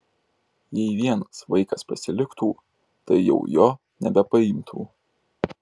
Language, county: Lithuanian, Šiauliai